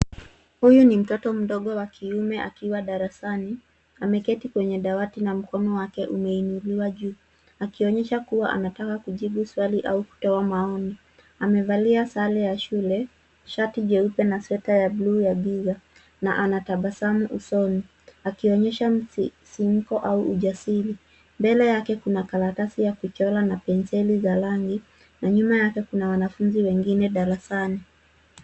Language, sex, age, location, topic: Swahili, female, 18-24, Nairobi, education